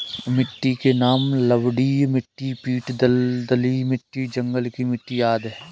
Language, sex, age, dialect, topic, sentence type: Hindi, male, 25-30, Kanauji Braj Bhasha, agriculture, statement